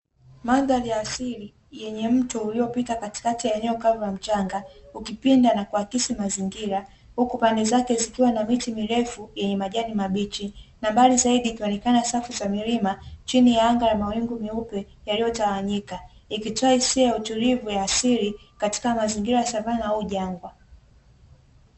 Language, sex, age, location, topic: Swahili, female, 18-24, Dar es Salaam, agriculture